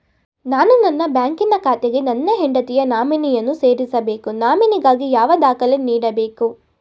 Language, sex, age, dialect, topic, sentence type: Kannada, female, 18-24, Mysore Kannada, banking, question